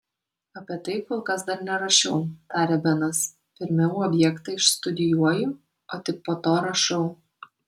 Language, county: Lithuanian, Kaunas